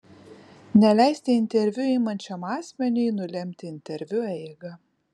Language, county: Lithuanian, Kaunas